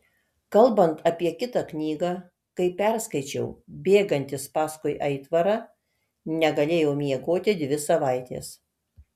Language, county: Lithuanian, Kaunas